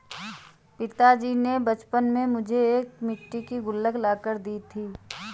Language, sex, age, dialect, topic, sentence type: Hindi, female, 25-30, Awadhi Bundeli, banking, statement